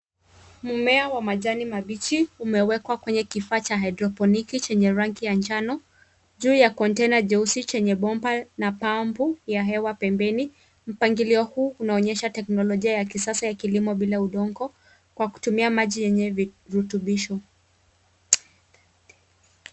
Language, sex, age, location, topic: Swahili, female, 25-35, Nairobi, agriculture